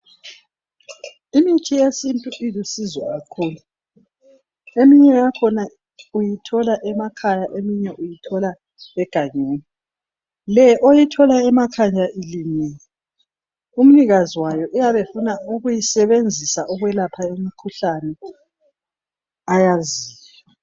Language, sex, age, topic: North Ndebele, male, 25-35, health